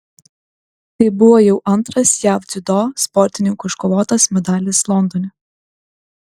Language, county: Lithuanian, Klaipėda